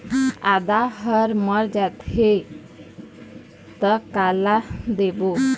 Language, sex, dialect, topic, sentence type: Chhattisgarhi, female, Eastern, agriculture, question